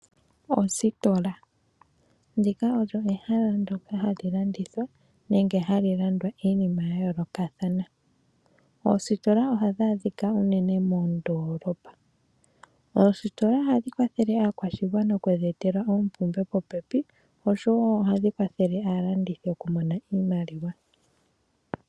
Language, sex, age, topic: Oshiwambo, female, 18-24, finance